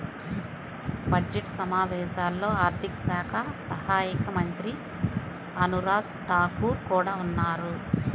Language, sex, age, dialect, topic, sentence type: Telugu, male, 18-24, Central/Coastal, banking, statement